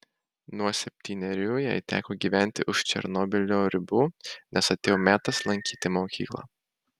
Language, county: Lithuanian, Marijampolė